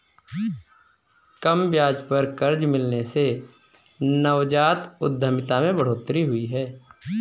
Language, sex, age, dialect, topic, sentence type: Hindi, male, 25-30, Kanauji Braj Bhasha, banking, statement